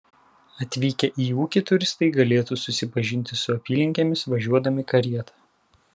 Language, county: Lithuanian, Telšiai